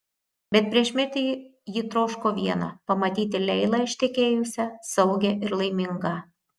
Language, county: Lithuanian, Marijampolė